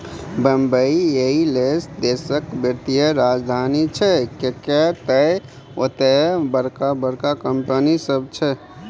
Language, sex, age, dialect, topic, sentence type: Maithili, male, 25-30, Bajjika, banking, statement